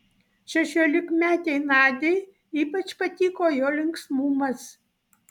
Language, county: Lithuanian, Vilnius